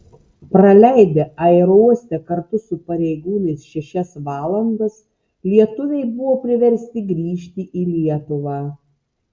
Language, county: Lithuanian, Tauragė